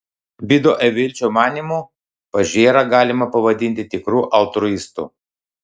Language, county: Lithuanian, Klaipėda